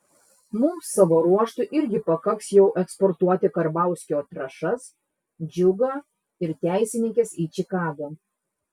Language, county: Lithuanian, Klaipėda